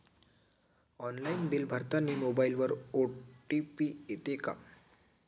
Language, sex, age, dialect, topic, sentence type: Marathi, male, 18-24, Varhadi, banking, question